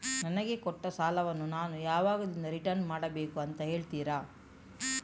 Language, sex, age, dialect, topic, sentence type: Kannada, female, 60-100, Coastal/Dakshin, banking, question